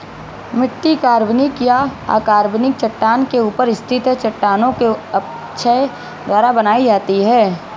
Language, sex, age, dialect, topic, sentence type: Hindi, female, 36-40, Marwari Dhudhari, agriculture, statement